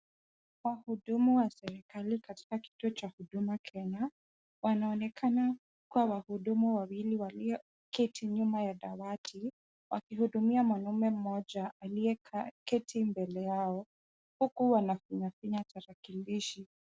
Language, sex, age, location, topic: Swahili, female, 18-24, Kisumu, government